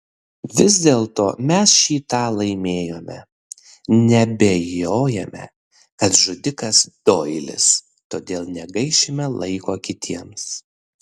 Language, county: Lithuanian, Vilnius